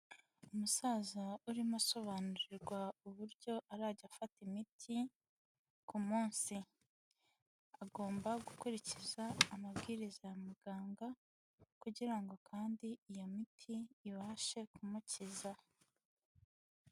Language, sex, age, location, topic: Kinyarwanda, female, 18-24, Huye, health